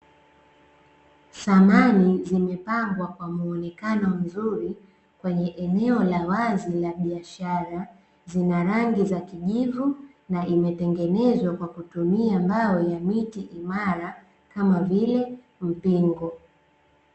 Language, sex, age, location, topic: Swahili, female, 25-35, Dar es Salaam, finance